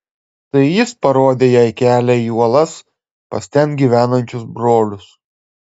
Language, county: Lithuanian, Klaipėda